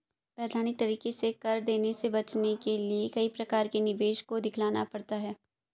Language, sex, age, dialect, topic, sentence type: Hindi, female, 18-24, Marwari Dhudhari, banking, statement